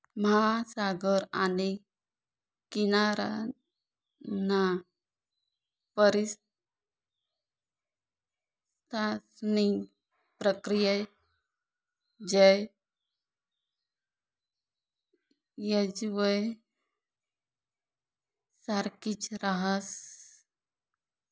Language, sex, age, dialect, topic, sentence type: Marathi, male, 41-45, Northern Konkan, agriculture, statement